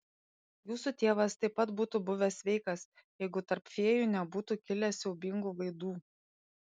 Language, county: Lithuanian, Panevėžys